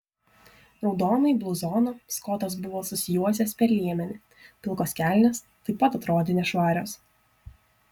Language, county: Lithuanian, Šiauliai